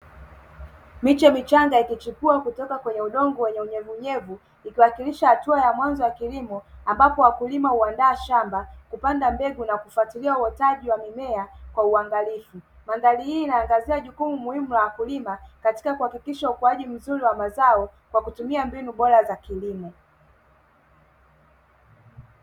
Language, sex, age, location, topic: Swahili, male, 18-24, Dar es Salaam, agriculture